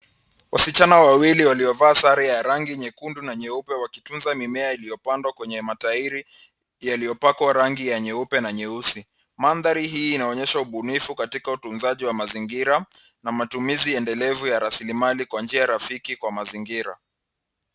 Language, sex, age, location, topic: Swahili, male, 25-35, Nairobi, government